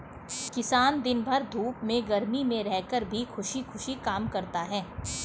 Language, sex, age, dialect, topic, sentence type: Hindi, female, 41-45, Hindustani Malvi Khadi Boli, agriculture, statement